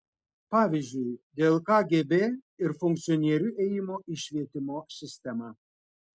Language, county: Lithuanian, Vilnius